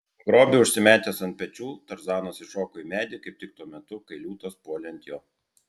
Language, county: Lithuanian, Klaipėda